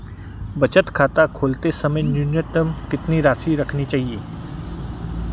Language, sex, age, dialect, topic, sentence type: Hindi, male, 41-45, Marwari Dhudhari, banking, question